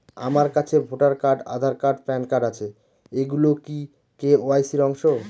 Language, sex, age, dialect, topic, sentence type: Bengali, male, 31-35, Northern/Varendri, banking, question